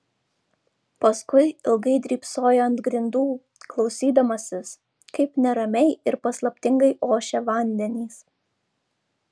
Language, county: Lithuanian, Vilnius